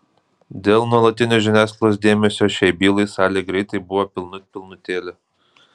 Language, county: Lithuanian, Kaunas